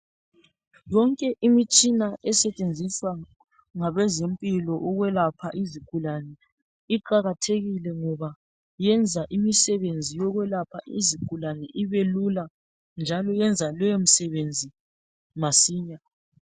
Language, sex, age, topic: North Ndebele, male, 36-49, health